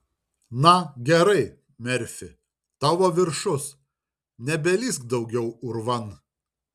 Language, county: Lithuanian, Šiauliai